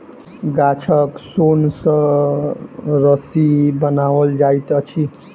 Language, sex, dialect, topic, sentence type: Maithili, male, Southern/Standard, agriculture, statement